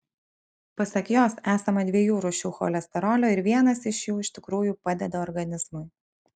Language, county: Lithuanian, Kaunas